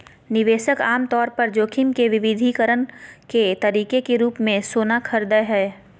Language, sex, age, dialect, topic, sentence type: Magahi, female, 18-24, Southern, banking, statement